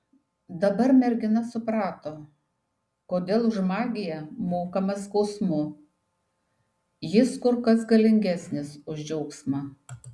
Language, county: Lithuanian, Šiauliai